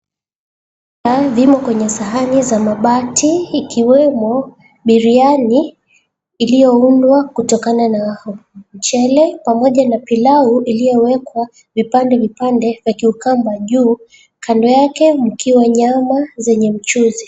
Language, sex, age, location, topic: Swahili, female, 25-35, Mombasa, agriculture